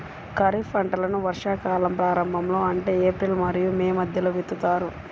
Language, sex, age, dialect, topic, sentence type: Telugu, female, 36-40, Central/Coastal, agriculture, statement